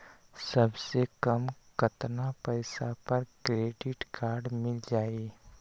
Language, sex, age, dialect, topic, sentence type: Magahi, male, 25-30, Western, banking, question